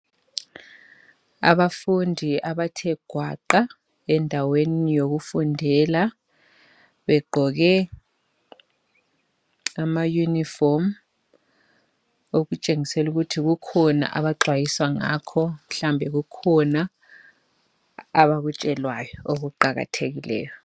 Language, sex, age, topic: North Ndebele, male, 25-35, education